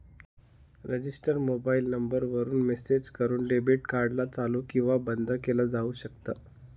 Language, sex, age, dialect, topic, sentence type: Marathi, male, 31-35, Northern Konkan, banking, statement